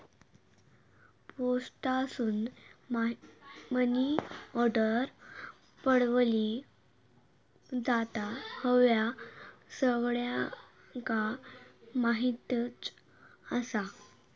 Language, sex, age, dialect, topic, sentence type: Marathi, female, 18-24, Southern Konkan, banking, statement